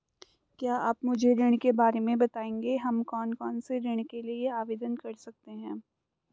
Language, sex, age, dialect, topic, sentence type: Hindi, female, 18-24, Garhwali, banking, question